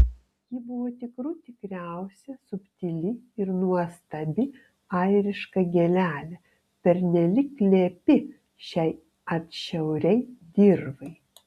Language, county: Lithuanian, Kaunas